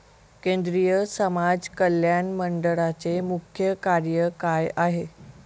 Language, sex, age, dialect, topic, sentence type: Marathi, male, 18-24, Northern Konkan, banking, question